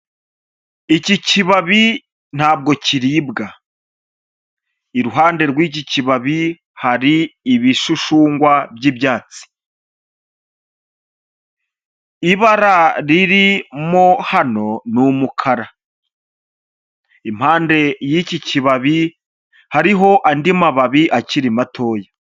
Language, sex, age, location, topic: Kinyarwanda, male, 25-35, Huye, health